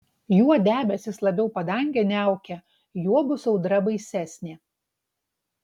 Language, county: Lithuanian, Utena